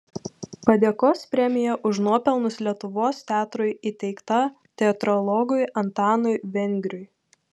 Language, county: Lithuanian, Telšiai